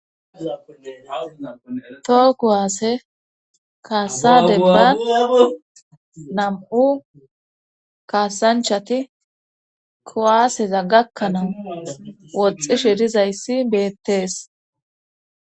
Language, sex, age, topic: Gamo, female, 25-35, government